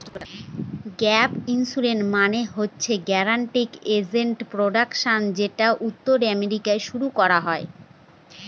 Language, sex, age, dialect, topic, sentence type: Bengali, female, 18-24, Northern/Varendri, banking, statement